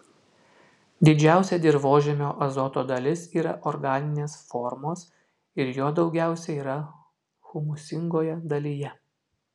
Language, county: Lithuanian, Utena